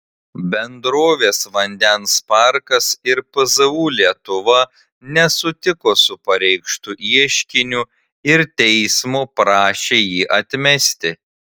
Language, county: Lithuanian, Tauragė